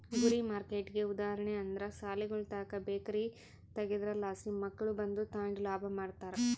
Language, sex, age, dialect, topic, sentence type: Kannada, female, 31-35, Central, banking, statement